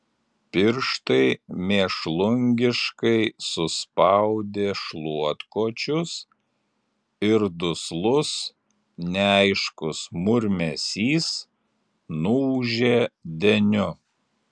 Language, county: Lithuanian, Alytus